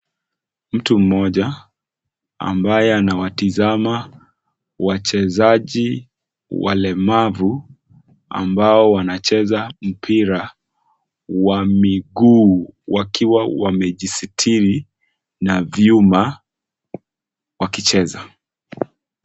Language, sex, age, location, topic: Swahili, male, 25-35, Kisii, education